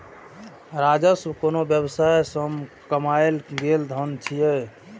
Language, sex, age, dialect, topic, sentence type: Maithili, male, 31-35, Eastern / Thethi, banking, statement